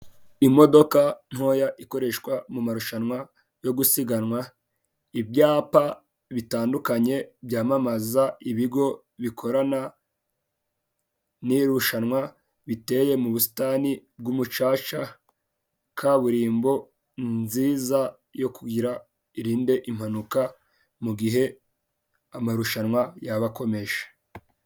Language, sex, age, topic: Kinyarwanda, male, 18-24, government